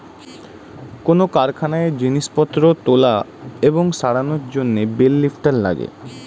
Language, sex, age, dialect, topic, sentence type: Bengali, male, 18-24, Standard Colloquial, agriculture, statement